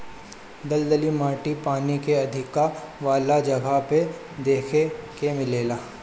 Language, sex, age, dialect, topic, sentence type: Bhojpuri, male, 18-24, Northern, agriculture, statement